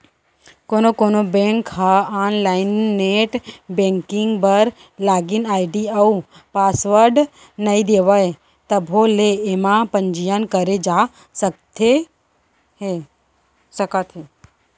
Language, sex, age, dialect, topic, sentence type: Chhattisgarhi, female, 25-30, Central, banking, statement